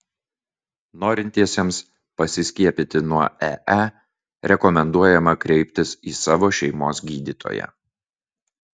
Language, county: Lithuanian, Vilnius